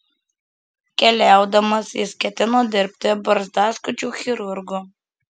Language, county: Lithuanian, Marijampolė